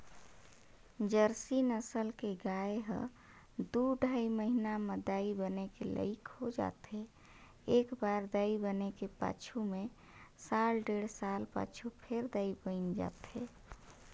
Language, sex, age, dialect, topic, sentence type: Chhattisgarhi, female, 31-35, Northern/Bhandar, agriculture, statement